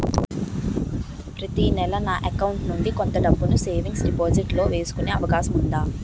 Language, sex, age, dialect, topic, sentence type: Telugu, male, 18-24, Utterandhra, banking, question